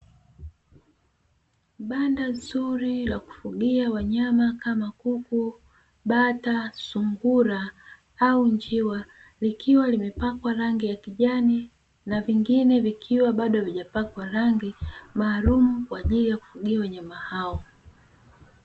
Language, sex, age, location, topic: Swahili, female, 36-49, Dar es Salaam, agriculture